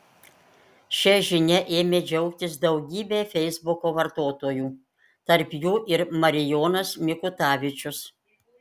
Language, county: Lithuanian, Panevėžys